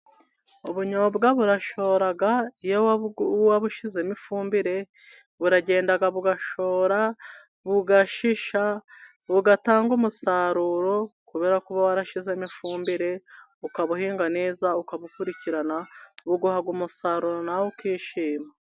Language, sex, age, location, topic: Kinyarwanda, female, 36-49, Musanze, agriculture